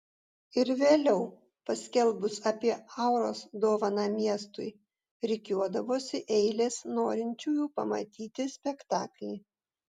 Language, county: Lithuanian, Vilnius